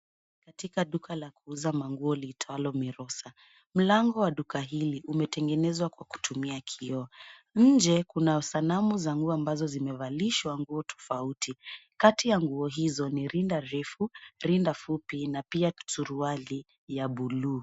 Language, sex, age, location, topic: Swahili, female, 25-35, Nairobi, finance